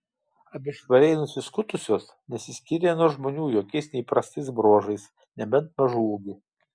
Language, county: Lithuanian, Kaunas